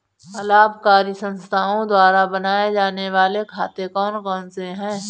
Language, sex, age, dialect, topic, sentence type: Hindi, female, 41-45, Marwari Dhudhari, banking, question